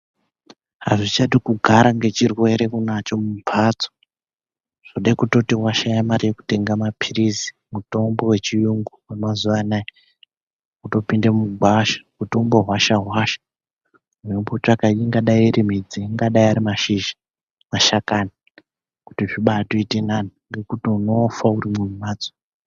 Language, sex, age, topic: Ndau, male, 18-24, health